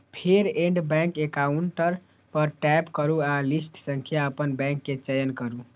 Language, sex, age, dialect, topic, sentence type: Maithili, male, 18-24, Eastern / Thethi, banking, statement